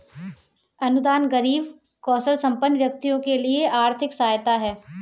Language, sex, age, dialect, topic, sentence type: Hindi, female, 18-24, Kanauji Braj Bhasha, banking, statement